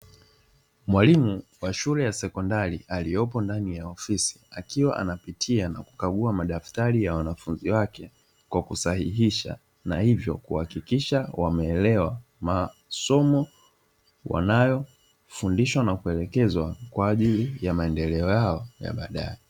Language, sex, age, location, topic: Swahili, male, 25-35, Dar es Salaam, education